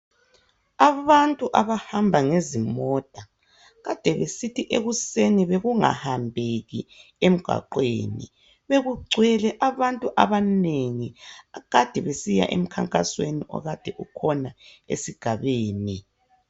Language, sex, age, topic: North Ndebele, female, 18-24, health